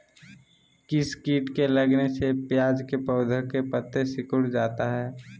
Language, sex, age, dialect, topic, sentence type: Magahi, male, 18-24, Southern, agriculture, question